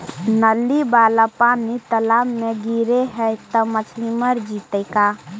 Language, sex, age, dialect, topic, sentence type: Magahi, female, 18-24, Central/Standard, agriculture, question